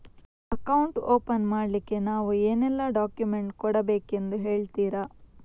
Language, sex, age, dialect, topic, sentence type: Kannada, female, 18-24, Coastal/Dakshin, banking, question